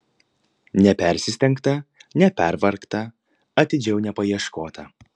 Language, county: Lithuanian, Panevėžys